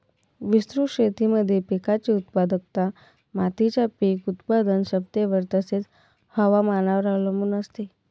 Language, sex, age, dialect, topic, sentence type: Marathi, female, 18-24, Northern Konkan, agriculture, statement